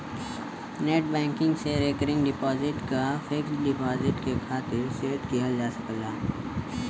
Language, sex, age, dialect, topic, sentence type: Bhojpuri, male, 18-24, Western, banking, statement